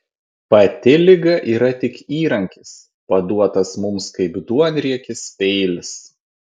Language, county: Lithuanian, Vilnius